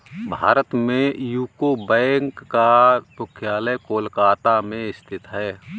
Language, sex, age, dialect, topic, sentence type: Hindi, male, 31-35, Awadhi Bundeli, banking, statement